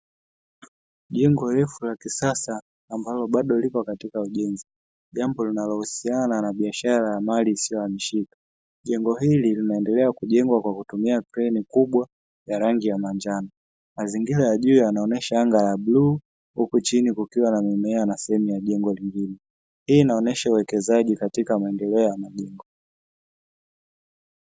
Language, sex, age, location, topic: Swahili, male, 18-24, Dar es Salaam, finance